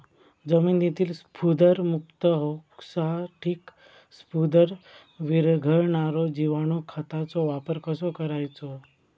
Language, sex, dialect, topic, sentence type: Marathi, male, Southern Konkan, agriculture, question